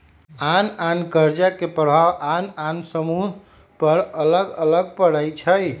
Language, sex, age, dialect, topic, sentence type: Magahi, male, 51-55, Western, banking, statement